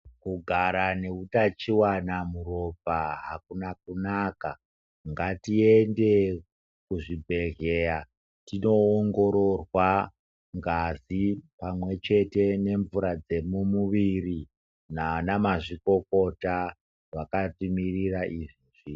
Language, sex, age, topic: Ndau, male, 36-49, health